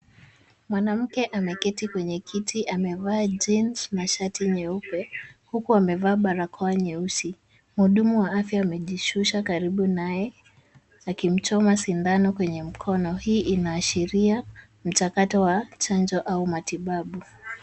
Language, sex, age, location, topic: Swahili, male, 25-35, Kisumu, health